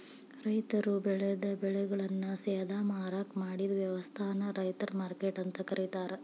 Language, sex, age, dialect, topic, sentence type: Kannada, female, 25-30, Dharwad Kannada, agriculture, statement